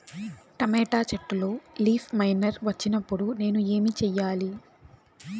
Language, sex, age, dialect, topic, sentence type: Telugu, female, 18-24, Southern, agriculture, question